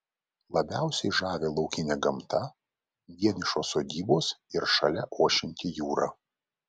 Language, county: Lithuanian, Vilnius